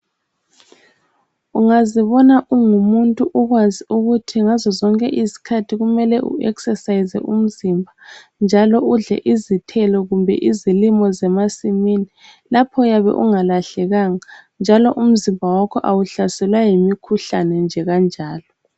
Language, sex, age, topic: North Ndebele, female, 18-24, health